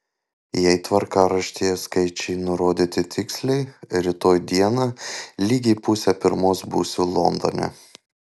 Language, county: Lithuanian, Panevėžys